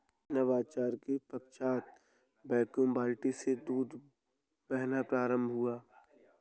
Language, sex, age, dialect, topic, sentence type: Hindi, male, 18-24, Awadhi Bundeli, agriculture, statement